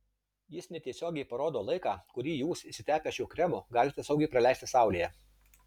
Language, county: Lithuanian, Alytus